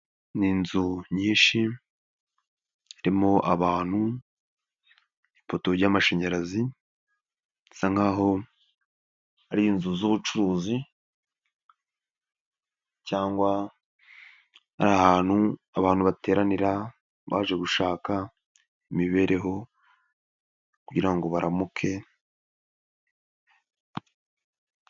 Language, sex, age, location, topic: Kinyarwanda, male, 18-24, Nyagatare, government